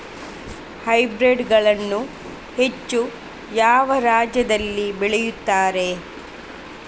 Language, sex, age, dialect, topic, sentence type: Kannada, female, 36-40, Coastal/Dakshin, agriculture, question